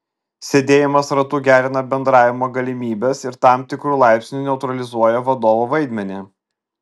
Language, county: Lithuanian, Vilnius